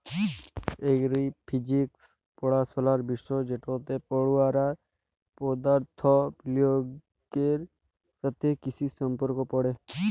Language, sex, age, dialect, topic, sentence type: Bengali, male, 31-35, Jharkhandi, agriculture, statement